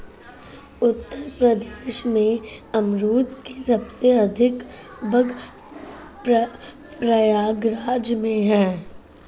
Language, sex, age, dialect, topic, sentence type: Hindi, female, 31-35, Marwari Dhudhari, agriculture, statement